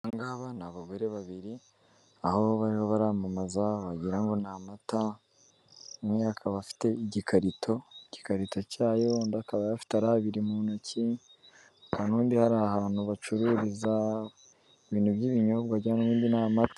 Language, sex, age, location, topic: Kinyarwanda, female, 18-24, Kigali, finance